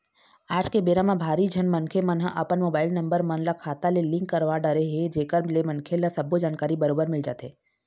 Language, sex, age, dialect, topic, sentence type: Chhattisgarhi, female, 31-35, Eastern, banking, statement